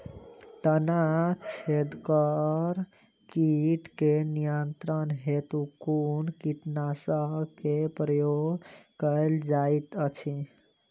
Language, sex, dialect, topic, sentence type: Maithili, male, Southern/Standard, agriculture, question